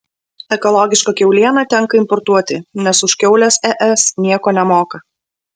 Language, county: Lithuanian, Vilnius